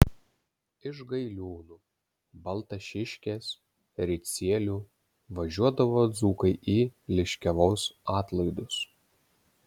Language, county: Lithuanian, Vilnius